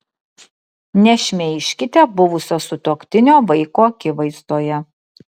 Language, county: Lithuanian, Kaunas